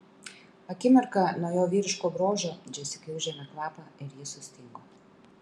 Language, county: Lithuanian, Kaunas